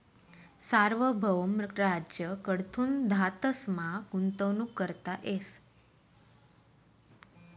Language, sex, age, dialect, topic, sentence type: Marathi, female, 18-24, Northern Konkan, banking, statement